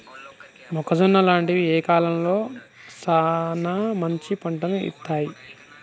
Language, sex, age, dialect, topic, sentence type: Telugu, male, 31-35, Telangana, agriculture, question